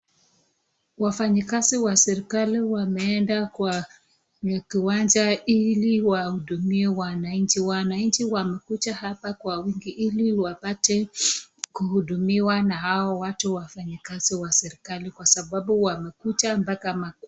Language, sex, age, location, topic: Swahili, male, 25-35, Nakuru, government